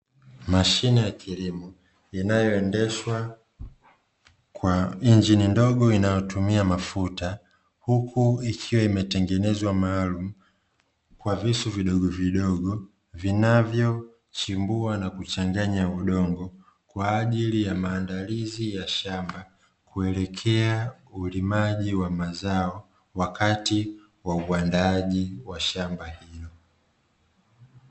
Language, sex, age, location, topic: Swahili, male, 25-35, Dar es Salaam, agriculture